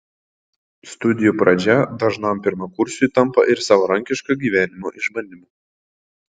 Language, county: Lithuanian, Panevėžys